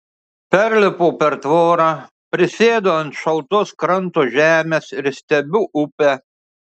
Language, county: Lithuanian, Šiauliai